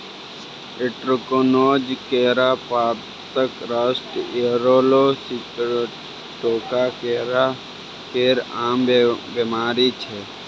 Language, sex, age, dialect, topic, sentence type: Maithili, male, 18-24, Bajjika, agriculture, statement